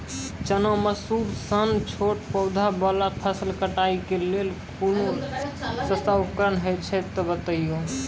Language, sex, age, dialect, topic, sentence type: Maithili, male, 18-24, Angika, agriculture, question